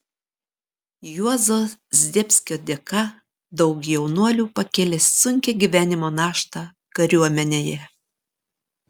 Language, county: Lithuanian, Panevėžys